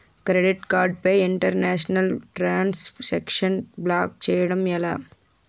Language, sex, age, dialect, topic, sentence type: Telugu, female, 41-45, Utterandhra, banking, question